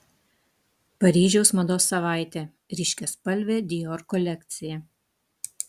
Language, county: Lithuanian, Utena